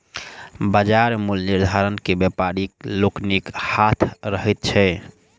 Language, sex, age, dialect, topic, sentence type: Maithili, male, 25-30, Southern/Standard, agriculture, statement